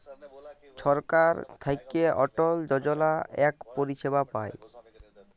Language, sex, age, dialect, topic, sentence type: Bengali, male, 18-24, Jharkhandi, banking, statement